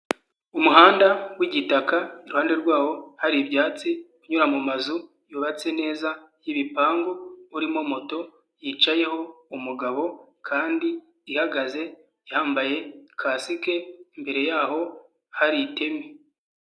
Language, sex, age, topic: Kinyarwanda, male, 25-35, government